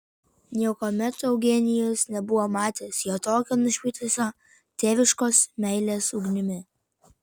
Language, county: Lithuanian, Vilnius